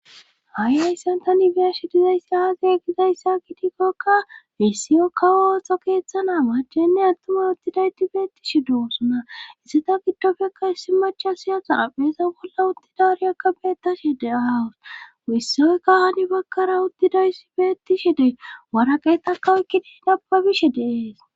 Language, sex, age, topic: Gamo, female, 25-35, government